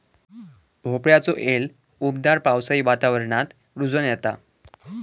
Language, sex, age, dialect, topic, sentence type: Marathi, male, <18, Southern Konkan, agriculture, statement